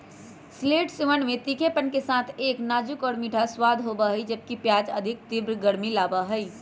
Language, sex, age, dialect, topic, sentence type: Magahi, male, 25-30, Western, agriculture, statement